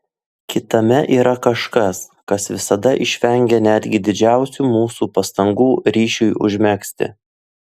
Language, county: Lithuanian, Utena